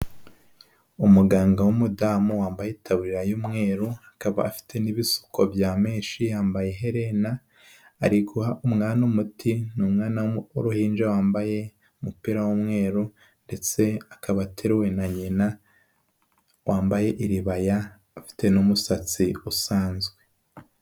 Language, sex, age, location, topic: Kinyarwanda, male, 18-24, Huye, health